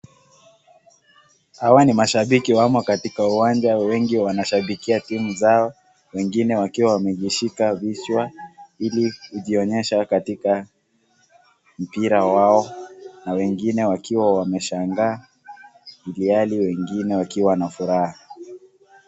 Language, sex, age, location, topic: Swahili, male, 18-24, Kisii, government